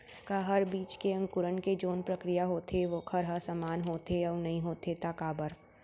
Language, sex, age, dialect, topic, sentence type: Chhattisgarhi, female, 18-24, Central, agriculture, question